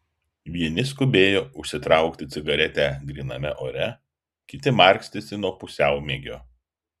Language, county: Lithuanian, Vilnius